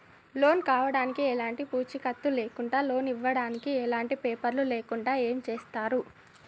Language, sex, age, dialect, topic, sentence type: Telugu, female, 18-24, Telangana, banking, question